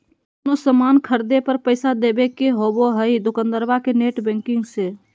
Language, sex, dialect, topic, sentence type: Magahi, female, Southern, banking, statement